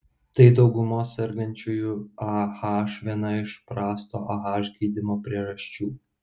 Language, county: Lithuanian, Vilnius